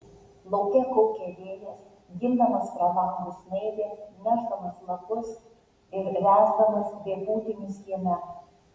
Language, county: Lithuanian, Vilnius